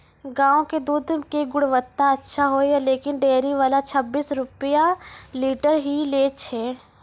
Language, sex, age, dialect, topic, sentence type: Maithili, female, 25-30, Angika, agriculture, question